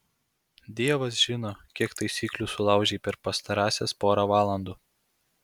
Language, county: Lithuanian, Klaipėda